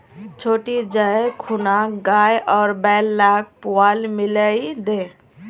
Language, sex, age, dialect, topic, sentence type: Magahi, female, 18-24, Northeastern/Surjapuri, agriculture, statement